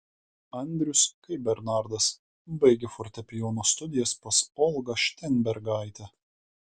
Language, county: Lithuanian, Kaunas